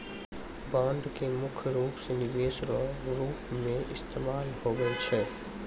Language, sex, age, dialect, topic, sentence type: Maithili, male, 18-24, Angika, banking, statement